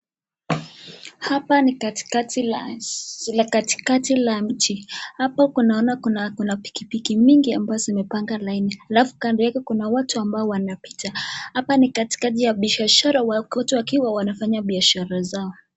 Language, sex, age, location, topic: Swahili, female, 18-24, Nakuru, government